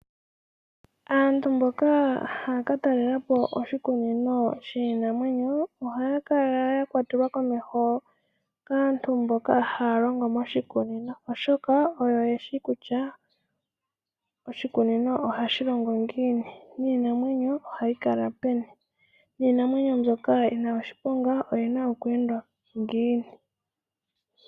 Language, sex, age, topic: Oshiwambo, female, 18-24, agriculture